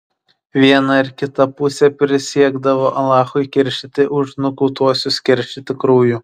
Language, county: Lithuanian, Šiauliai